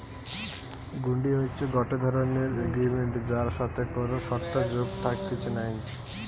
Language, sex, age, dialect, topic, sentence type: Bengali, male, 18-24, Western, banking, statement